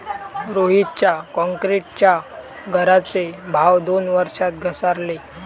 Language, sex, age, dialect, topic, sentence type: Marathi, male, 18-24, Southern Konkan, banking, statement